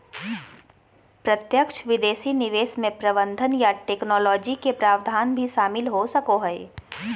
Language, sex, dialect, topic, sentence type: Magahi, female, Southern, banking, statement